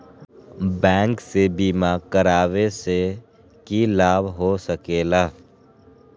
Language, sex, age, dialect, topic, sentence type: Magahi, male, 18-24, Western, banking, question